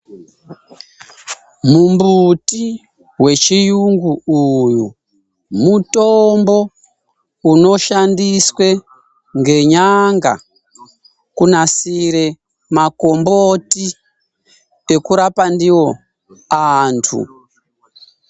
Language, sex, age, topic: Ndau, male, 36-49, health